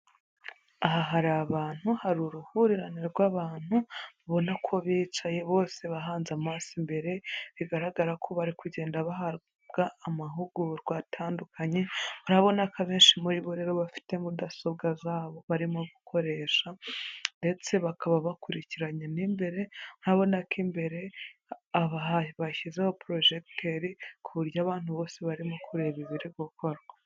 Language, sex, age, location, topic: Kinyarwanda, female, 18-24, Huye, government